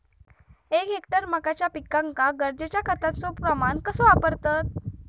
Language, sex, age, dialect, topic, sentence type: Marathi, female, 31-35, Southern Konkan, agriculture, question